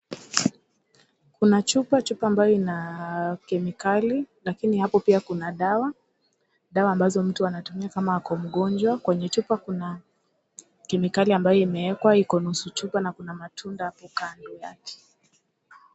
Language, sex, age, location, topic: Swahili, female, 25-35, Kisii, health